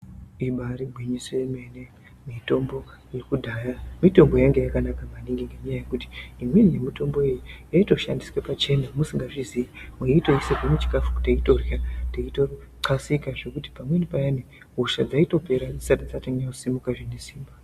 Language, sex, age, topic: Ndau, female, 18-24, health